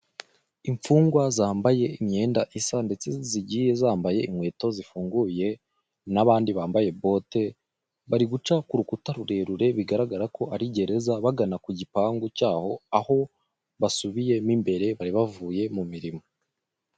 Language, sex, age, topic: Kinyarwanda, male, 18-24, government